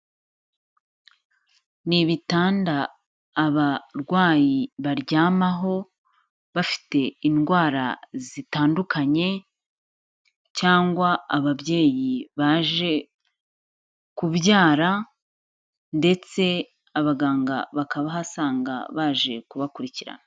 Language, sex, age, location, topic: Kinyarwanda, female, 25-35, Kigali, health